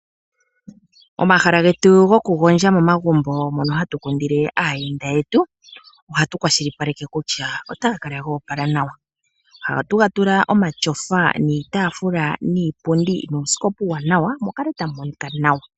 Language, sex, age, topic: Oshiwambo, female, 36-49, finance